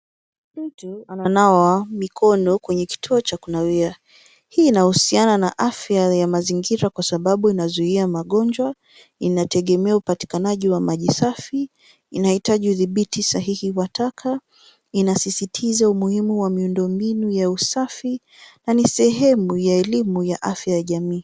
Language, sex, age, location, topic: Swahili, female, 18-24, Nairobi, health